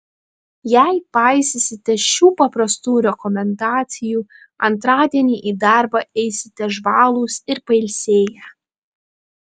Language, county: Lithuanian, Vilnius